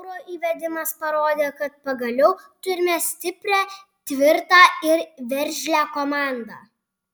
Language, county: Lithuanian, Panevėžys